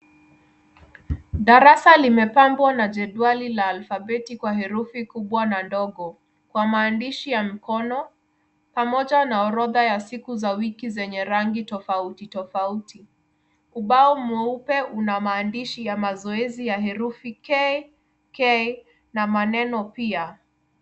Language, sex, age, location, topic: Swahili, female, 25-35, Kisumu, education